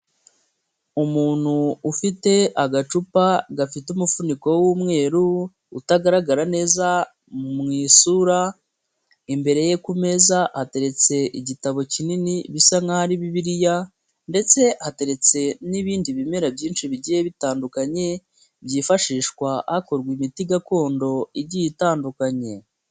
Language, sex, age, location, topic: Kinyarwanda, female, 25-35, Nyagatare, health